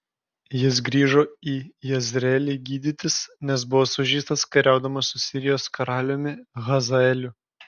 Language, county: Lithuanian, Klaipėda